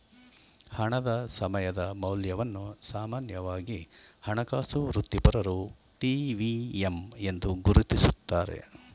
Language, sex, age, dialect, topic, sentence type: Kannada, male, 51-55, Mysore Kannada, banking, statement